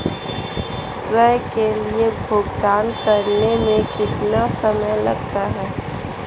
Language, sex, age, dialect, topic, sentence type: Hindi, female, 18-24, Marwari Dhudhari, banking, question